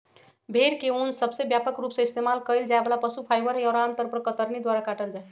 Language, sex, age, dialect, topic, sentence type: Magahi, female, 36-40, Western, agriculture, statement